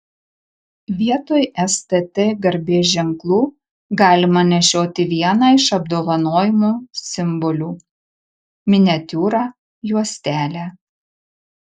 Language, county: Lithuanian, Marijampolė